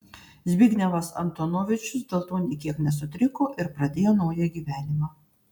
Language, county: Lithuanian, Panevėžys